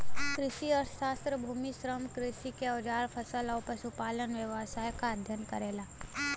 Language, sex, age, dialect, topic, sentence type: Bhojpuri, female, 18-24, Western, banking, statement